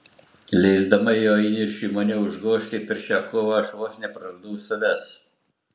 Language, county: Lithuanian, Utena